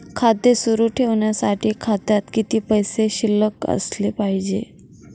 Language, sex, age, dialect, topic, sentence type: Marathi, female, 18-24, Northern Konkan, banking, question